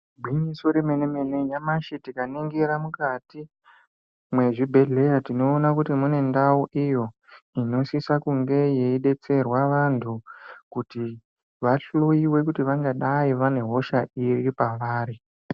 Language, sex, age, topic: Ndau, male, 18-24, health